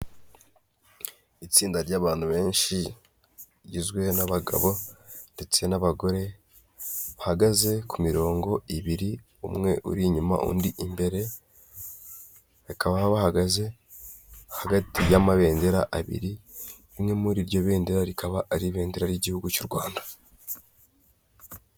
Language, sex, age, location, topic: Kinyarwanda, male, 18-24, Kigali, health